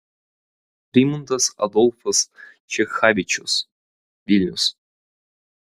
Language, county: Lithuanian, Vilnius